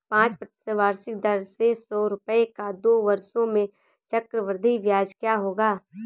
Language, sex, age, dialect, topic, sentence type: Hindi, male, 25-30, Awadhi Bundeli, banking, statement